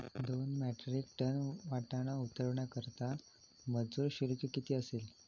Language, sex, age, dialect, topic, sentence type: Marathi, male, 18-24, Standard Marathi, agriculture, question